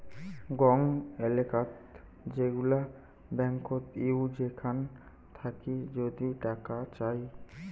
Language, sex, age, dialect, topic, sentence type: Bengali, male, 18-24, Rajbangshi, banking, statement